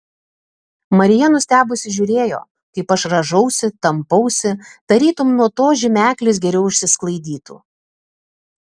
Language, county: Lithuanian, Telšiai